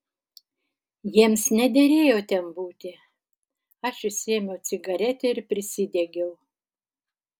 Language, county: Lithuanian, Tauragė